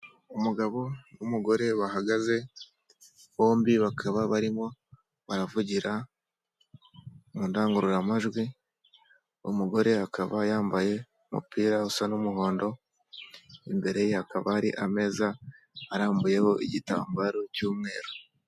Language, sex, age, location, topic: Kinyarwanda, male, 18-24, Kigali, government